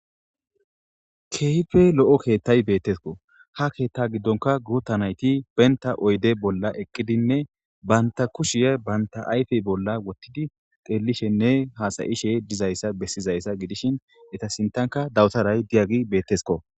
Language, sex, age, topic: Gamo, female, 18-24, government